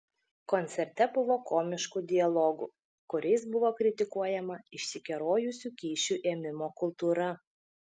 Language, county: Lithuanian, Šiauliai